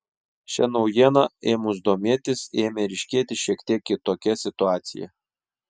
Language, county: Lithuanian, Šiauliai